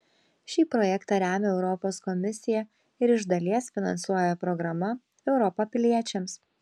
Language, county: Lithuanian, Kaunas